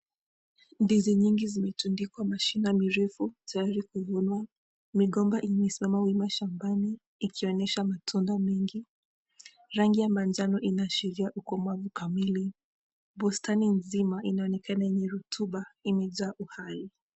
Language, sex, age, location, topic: Swahili, female, 18-24, Mombasa, agriculture